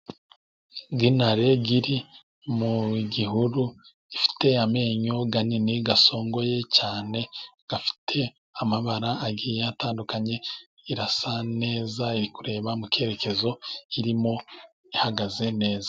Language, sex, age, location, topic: Kinyarwanda, male, 25-35, Musanze, agriculture